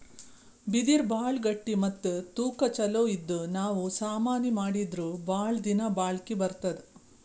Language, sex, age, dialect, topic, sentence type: Kannada, female, 41-45, Northeastern, agriculture, statement